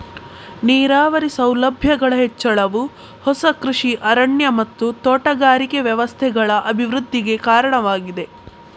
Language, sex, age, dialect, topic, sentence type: Kannada, female, 18-24, Coastal/Dakshin, agriculture, statement